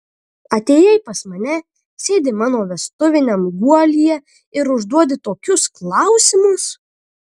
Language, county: Lithuanian, Marijampolė